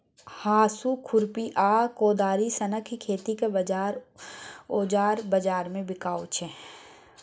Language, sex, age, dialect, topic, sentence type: Maithili, female, 18-24, Bajjika, agriculture, statement